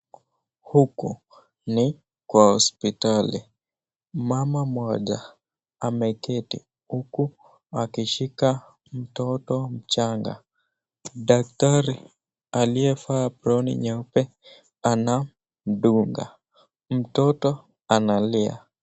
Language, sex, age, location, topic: Swahili, male, 18-24, Nakuru, health